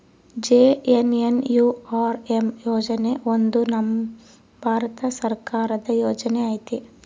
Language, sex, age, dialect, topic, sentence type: Kannada, female, 18-24, Central, banking, statement